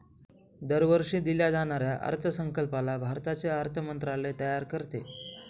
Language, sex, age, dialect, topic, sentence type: Marathi, male, 25-30, Northern Konkan, banking, statement